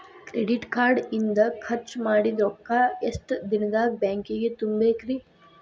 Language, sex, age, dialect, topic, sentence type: Kannada, female, 25-30, Dharwad Kannada, banking, question